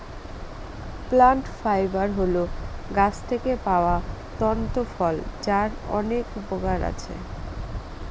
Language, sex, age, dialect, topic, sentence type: Bengali, female, 25-30, Northern/Varendri, agriculture, statement